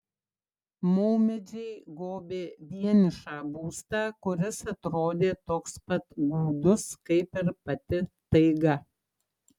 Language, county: Lithuanian, Klaipėda